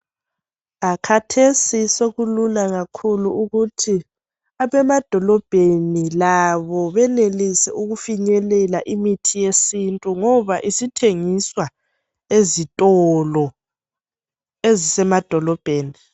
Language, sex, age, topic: North Ndebele, female, 18-24, health